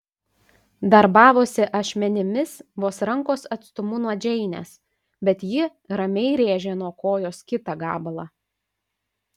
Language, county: Lithuanian, Panevėžys